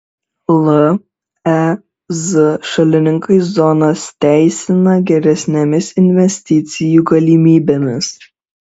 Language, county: Lithuanian, Šiauliai